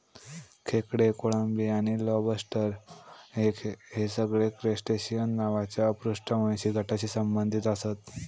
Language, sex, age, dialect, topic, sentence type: Marathi, male, 18-24, Southern Konkan, agriculture, statement